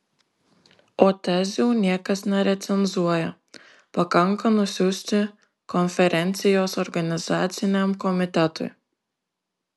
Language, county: Lithuanian, Marijampolė